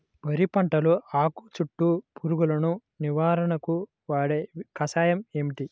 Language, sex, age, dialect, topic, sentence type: Telugu, male, 18-24, Central/Coastal, agriculture, question